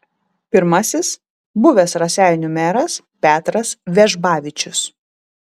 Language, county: Lithuanian, Utena